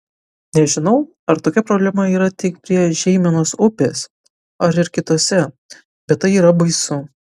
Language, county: Lithuanian, Utena